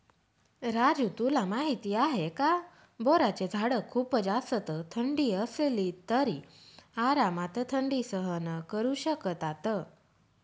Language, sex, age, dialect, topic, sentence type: Marathi, female, 25-30, Northern Konkan, agriculture, statement